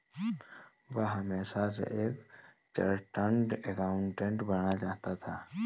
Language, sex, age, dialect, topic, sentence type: Hindi, male, 18-24, Marwari Dhudhari, banking, statement